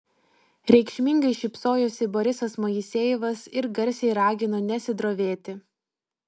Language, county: Lithuanian, Vilnius